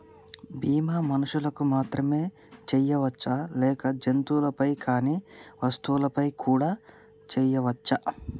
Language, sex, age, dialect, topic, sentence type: Telugu, male, 31-35, Telangana, banking, question